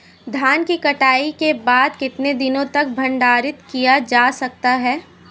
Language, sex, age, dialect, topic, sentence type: Hindi, female, 18-24, Marwari Dhudhari, agriculture, question